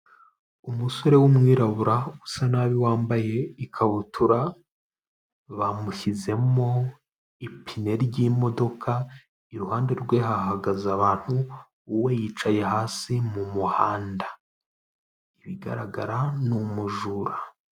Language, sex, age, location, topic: Kinyarwanda, male, 18-24, Kigali, health